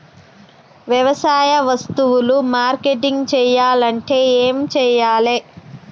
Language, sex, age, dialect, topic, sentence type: Telugu, female, 31-35, Telangana, agriculture, question